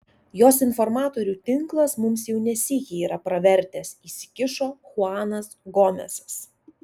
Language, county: Lithuanian, Alytus